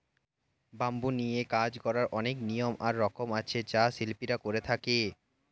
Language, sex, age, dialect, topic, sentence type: Bengali, male, 18-24, Standard Colloquial, agriculture, statement